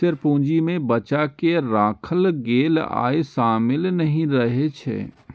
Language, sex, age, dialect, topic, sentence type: Maithili, male, 36-40, Eastern / Thethi, banking, statement